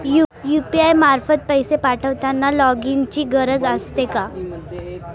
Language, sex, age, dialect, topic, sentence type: Marathi, female, 18-24, Standard Marathi, banking, question